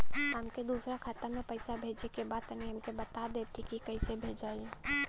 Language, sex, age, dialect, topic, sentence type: Bhojpuri, female, 18-24, Western, banking, question